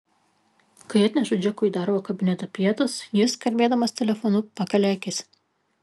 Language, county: Lithuanian, Kaunas